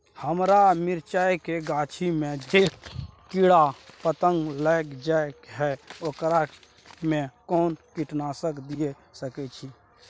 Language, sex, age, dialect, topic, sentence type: Maithili, male, 56-60, Bajjika, agriculture, question